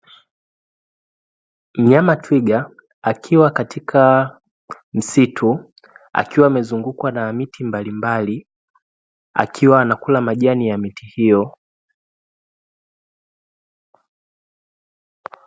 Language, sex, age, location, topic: Swahili, male, 18-24, Dar es Salaam, agriculture